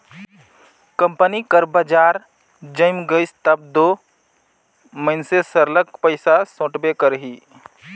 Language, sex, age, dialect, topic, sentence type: Chhattisgarhi, male, 31-35, Northern/Bhandar, banking, statement